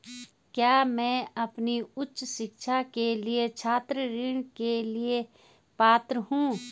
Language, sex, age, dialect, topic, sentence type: Hindi, female, 46-50, Garhwali, banking, statement